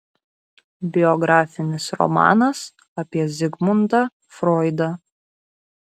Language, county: Lithuanian, Kaunas